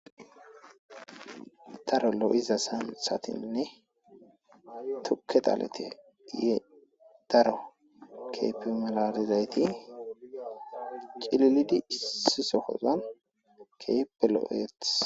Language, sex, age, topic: Gamo, female, 18-24, agriculture